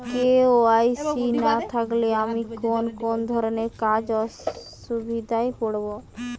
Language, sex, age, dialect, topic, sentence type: Bengali, female, 18-24, Western, banking, question